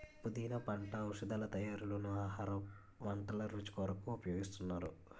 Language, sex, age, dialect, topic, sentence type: Telugu, male, 18-24, Utterandhra, agriculture, statement